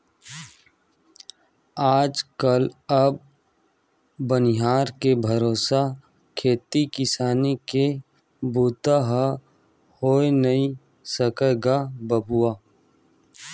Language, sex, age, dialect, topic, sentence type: Chhattisgarhi, male, 18-24, Western/Budati/Khatahi, banking, statement